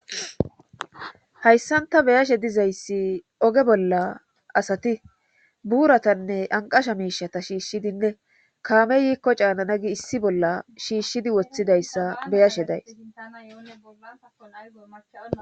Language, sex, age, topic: Gamo, male, 18-24, government